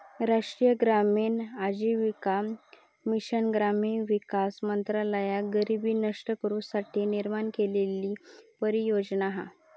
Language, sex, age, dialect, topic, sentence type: Marathi, female, 18-24, Southern Konkan, banking, statement